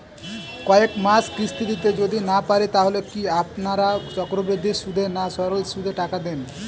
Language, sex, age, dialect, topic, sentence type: Bengali, male, 18-24, Standard Colloquial, banking, question